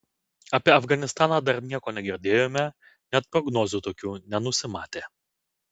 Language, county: Lithuanian, Vilnius